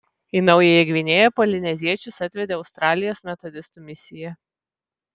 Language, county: Lithuanian, Vilnius